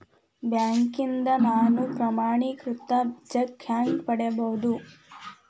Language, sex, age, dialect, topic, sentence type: Kannada, female, 25-30, Dharwad Kannada, banking, statement